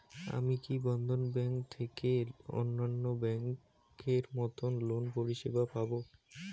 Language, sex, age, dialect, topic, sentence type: Bengali, male, 25-30, Rajbangshi, banking, question